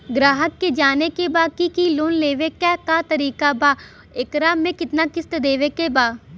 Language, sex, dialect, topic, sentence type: Bhojpuri, female, Western, banking, question